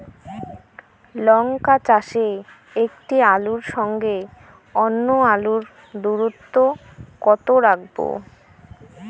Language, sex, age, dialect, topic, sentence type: Bengali, female, 18-24, Rajbangshi, agriculture, question